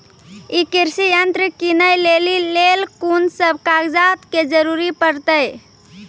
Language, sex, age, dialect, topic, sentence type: Maithili, female, 18-24, Angika, agriculture, question